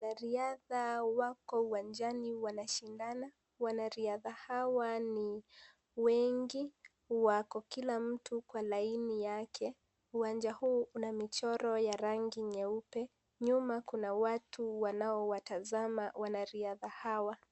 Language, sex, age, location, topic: Swahili, female, 18-24, Kisii, government